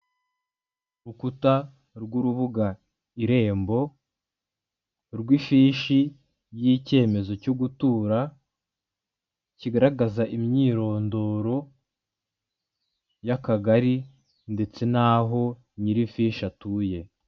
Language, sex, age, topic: Kinyarwanda, male, 25-35, government